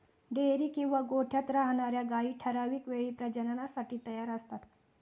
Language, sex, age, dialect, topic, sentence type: Marathi, female, 18-24, Standard Marathi, agriculture, statement